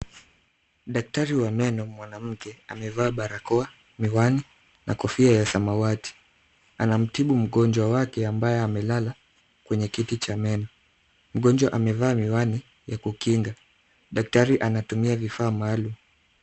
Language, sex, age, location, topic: Swahili, male, 25-35, Kisumu, health